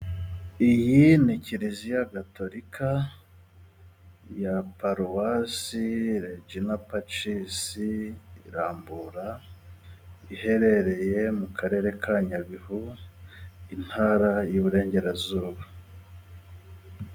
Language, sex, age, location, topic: Kinyarwanda, male, 36-49, Musanze, government